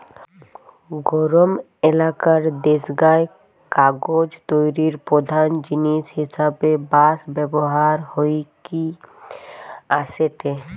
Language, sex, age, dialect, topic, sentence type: Bengali, female, 18-24, Western, agriculture, statement